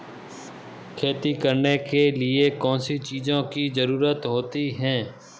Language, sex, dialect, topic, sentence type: Hindi, male, Marwari Dhudhari, agriculture, question